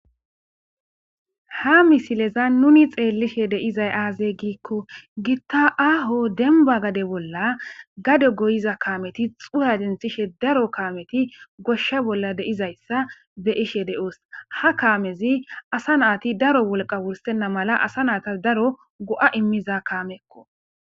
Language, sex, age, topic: Gamo, female, 18-24, agriculture